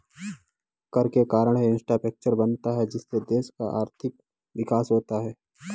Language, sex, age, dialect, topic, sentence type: Hindi, male, 18-24, Kanauji Braj Bhasha, banking, statement